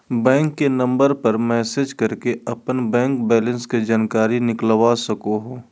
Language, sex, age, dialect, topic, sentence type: Magahi, male, 25-30, Southern, banking, statement